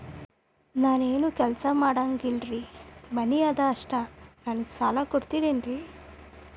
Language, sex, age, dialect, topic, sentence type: Kannada, female, 25-30, Dharwad Kannada, banking, question